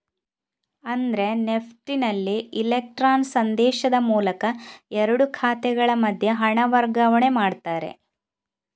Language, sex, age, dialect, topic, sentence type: Kannada, female, 41-45, Coastal/Dakshin, banking, statement